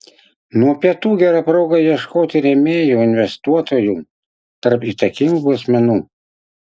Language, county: Lithuanian, Utena